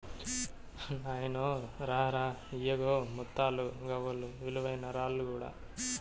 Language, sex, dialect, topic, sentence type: Telugu, male, Southern, agriculture, statement